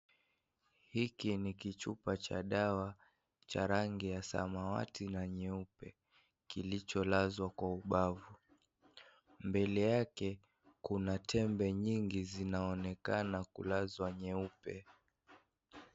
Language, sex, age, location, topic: Swahili, male, 18-24, Kisii, health